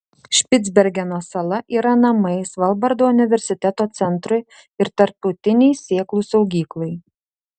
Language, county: Lithuanian, Vilnius